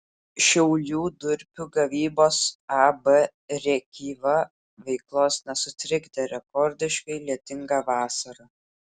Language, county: Lithuanian, Klaipėda